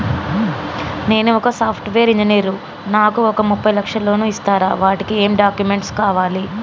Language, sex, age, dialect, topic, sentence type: Telugu, female, 25-30, Telangana, banking, question